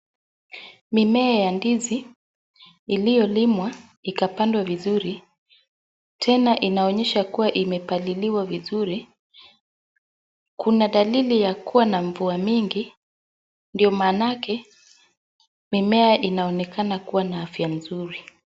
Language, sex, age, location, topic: Swahili, female, 25-35, Wajir, agriculture